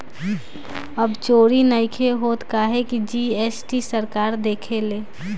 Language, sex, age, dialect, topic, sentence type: Bhojpuri, female, 18-24, Southern / Standard, banking, statement